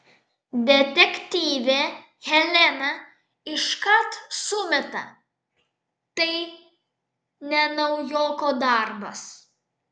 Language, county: Lithuanian, Vilnius